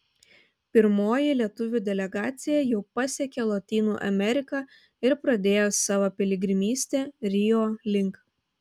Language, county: Lithuanian, Vilnius